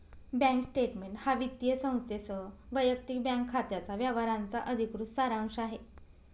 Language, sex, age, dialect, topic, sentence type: Marathi, female, 25-30, Northern Konkan, banking, statement